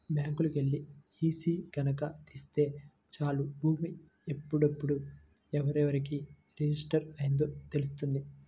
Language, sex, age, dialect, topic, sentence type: Telugu, male, 18-24, Central/Coastal, agriculture, statement